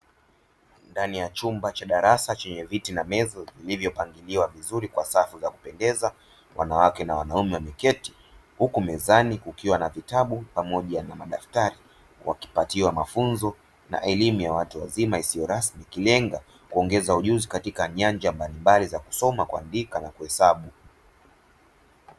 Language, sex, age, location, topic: Swahili, male, 25-35, Dar es Salaam, education